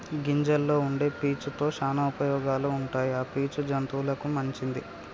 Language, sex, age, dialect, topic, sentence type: Telugu, male, 18-24, Telangana, agriculture, statement